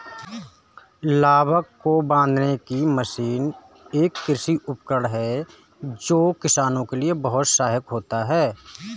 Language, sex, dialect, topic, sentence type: Hindi, male, Kanauji Braj Bhasha, agriculture, statement